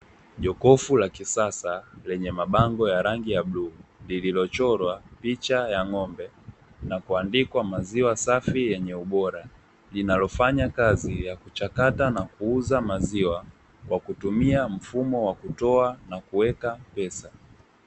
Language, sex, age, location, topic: Swahili, male, 18-24, Dar es Salaam, finance